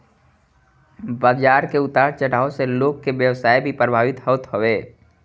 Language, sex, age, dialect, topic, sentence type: Bhojpuri, male, 18-24, Northern, banking, statement